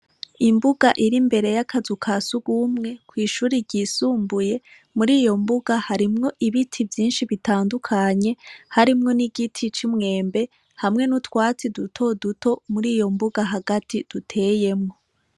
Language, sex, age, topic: Rundi, female, 25-35, education